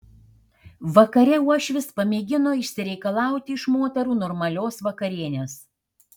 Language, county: Lithuanian, Šiauliai